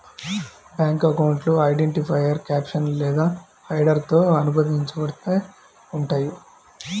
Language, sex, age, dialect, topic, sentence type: Telugu, male, 25-30, Central/Coastal, banking, statement